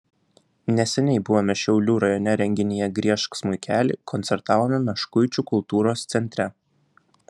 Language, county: Lithuanian, Vilnius